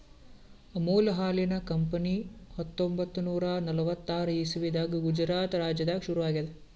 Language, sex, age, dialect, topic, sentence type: Kannada, male, 18-24, Northeastern, agriculture, statement